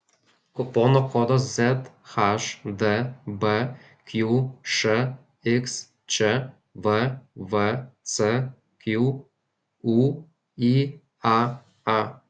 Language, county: Lithuanian, Kaunas